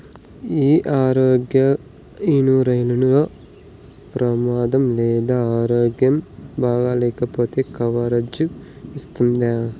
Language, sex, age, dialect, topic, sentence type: Telugu, male, 18-24, Southern, banking, question